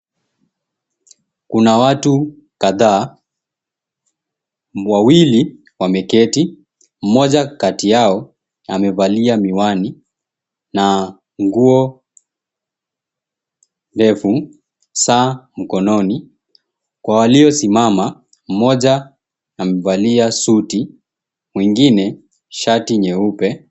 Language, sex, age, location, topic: Swahili, male, 18-24, Mombasa, government